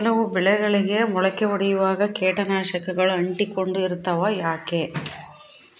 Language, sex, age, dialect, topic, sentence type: Kannada, female, 56-60, Central, agriculture, question